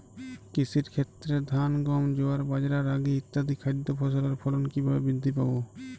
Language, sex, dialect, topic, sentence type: Bengali, male, Jharkhandi, agriculture, question